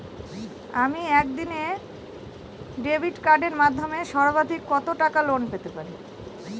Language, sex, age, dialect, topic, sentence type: Bengali, female, 18-24, Northern/Varendri, banking, question